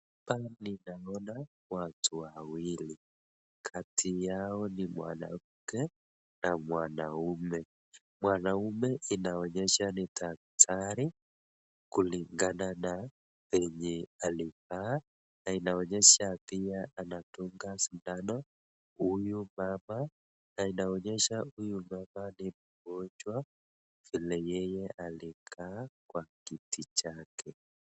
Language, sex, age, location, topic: Swahili, male, 25-35, Nakuru, health